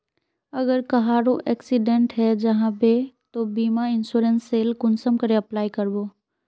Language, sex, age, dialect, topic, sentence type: Magahi, female, 18-24, Northeastern/Surjapuri, banking, question